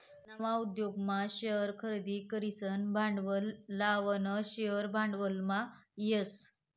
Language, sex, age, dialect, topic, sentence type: Marathi, female, 25-30, Northern Konkan, banking, statement